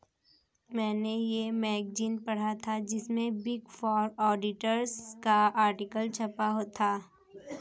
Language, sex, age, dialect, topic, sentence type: Hindi, female, 25-30, Kanauji Braj Bhasha, banking, statement